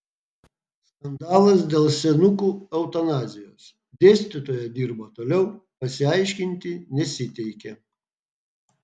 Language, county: Lithuanian, Vilnius